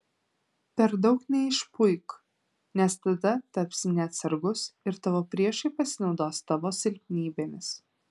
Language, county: Lithuanian, Alytus